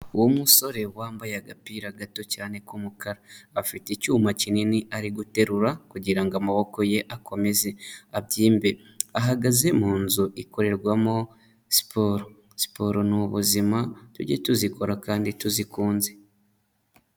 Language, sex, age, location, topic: Kinyarwanda, male, 25-35, Huye, health